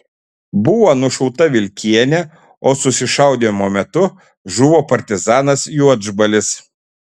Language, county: Lithuanian, Šiauliai